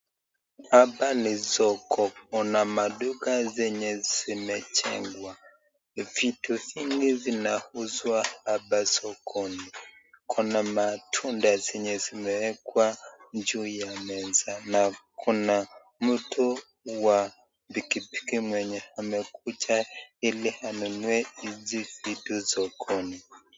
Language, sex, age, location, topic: Swahili, male, 25-35, Nakuru, finance